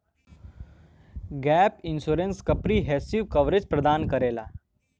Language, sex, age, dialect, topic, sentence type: Bhojpuri, male, 18-24, Western, banking, statement